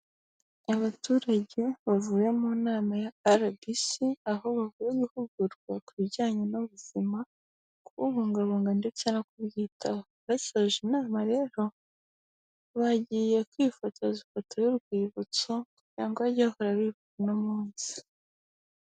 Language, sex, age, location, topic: Kinyarwanda, female, 18-24, Kigali, health